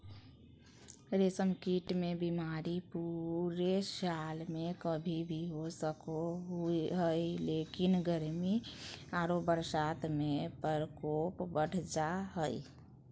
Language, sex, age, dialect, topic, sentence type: Magahi, female, 25-30, Southern, agriculture, statement